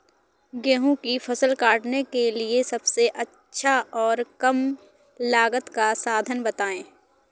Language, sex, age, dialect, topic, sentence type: Hindi, female, 18-24, Awadhi Bundeli, agriculture, question